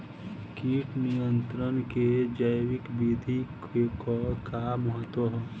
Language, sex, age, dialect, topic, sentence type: Bhojpuri, female, 18-24, Southern / Standard, agriculture, question